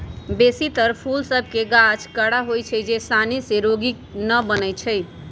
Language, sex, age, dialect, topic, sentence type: Magahi, male, 36-40, Western, agriculture, statement